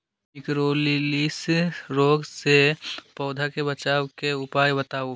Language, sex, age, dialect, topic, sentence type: Magahi, male, 18-24, Western, agriculture, question